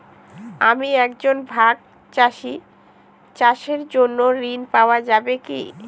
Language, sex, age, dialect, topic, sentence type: Bengali, female, 18-24, Northern/Varendri, banking, question